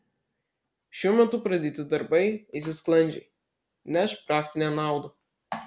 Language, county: Lithuanian, Marijampolė